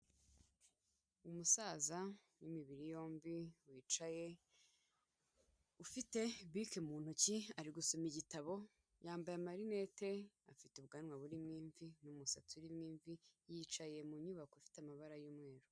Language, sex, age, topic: Kinyarwanda, female, 18-24, health